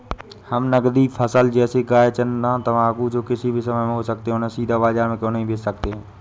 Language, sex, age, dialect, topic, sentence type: Hindi, female, 18-24, Awadhi Bundeli, agriculture, question